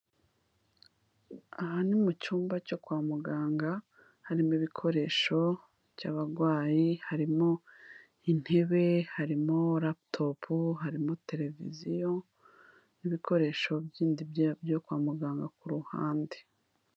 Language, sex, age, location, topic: Kinyarwanda, female, 25-35, Kigali, health